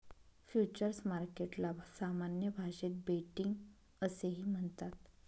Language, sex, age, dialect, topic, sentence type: Marathi, female, 25-30, Northern Konkan, banking, statement